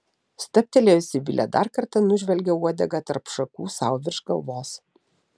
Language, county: Lithuanian, Telšiai